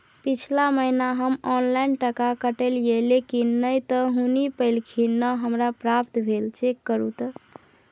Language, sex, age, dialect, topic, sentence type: Maithili, female, 41-45, Bajjika, banking, question